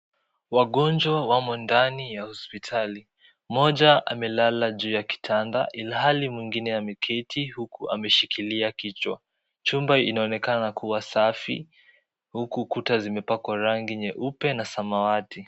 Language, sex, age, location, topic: Swahili, male, 18-24, Kisii, health